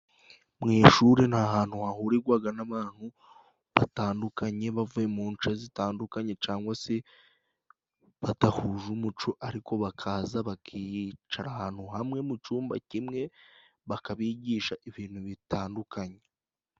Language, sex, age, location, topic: Kinyarwanda, male, 25-35, Musanze, education